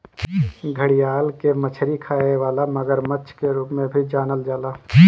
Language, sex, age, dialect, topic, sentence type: Bhojpuri, male, 25-30, Northern, agriculture, statement